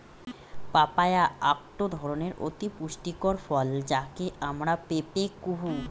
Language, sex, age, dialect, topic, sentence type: Bengali, female, 18-24, Rajbangshi, agriculture, statement